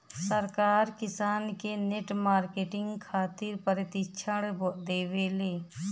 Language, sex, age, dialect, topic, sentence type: Bhojpuri, female, 31-35, Western, agriculture, question